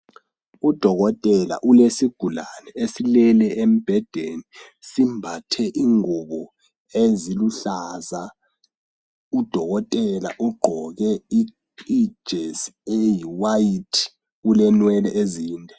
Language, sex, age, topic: North Ndebele, male, 18-24, health